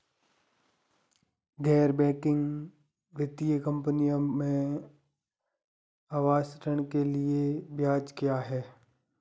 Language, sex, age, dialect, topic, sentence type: Hindi, male, 18-24, Marwari Dhudhari, banking, question